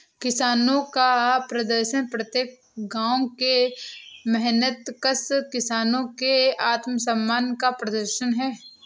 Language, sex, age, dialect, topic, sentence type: Hindi, female, 46-50, Awadhi Bundeli, agriculture, statement